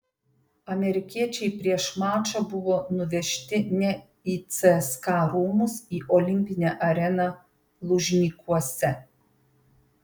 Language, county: Lithuanian, Panevėžys